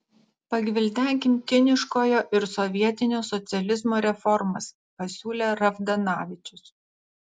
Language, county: Lithuanian, Alytus